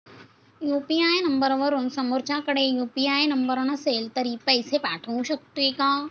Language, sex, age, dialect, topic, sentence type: Marathi, female, 60-100, Standard Marathi, banking, question